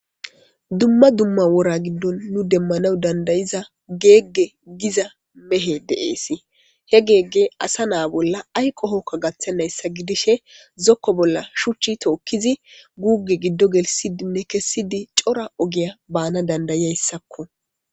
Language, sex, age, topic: Gamo, female, 18-24, agriculture